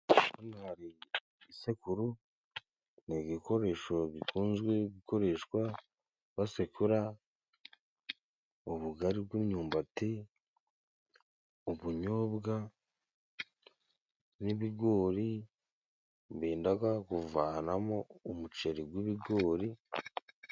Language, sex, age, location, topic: Kinyarwanda, male, 18-24, Musanze, government